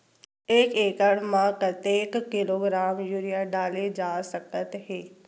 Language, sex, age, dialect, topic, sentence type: Chhattisgarhi, female, 51-55, Western/Budati/Khatahi, agriculture, question